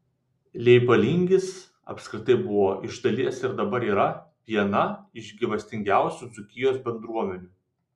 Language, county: Lithuanian, Vilnius